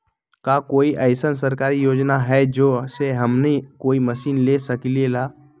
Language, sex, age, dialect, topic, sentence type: Magahi, male, 18-24, Western, agriculture, question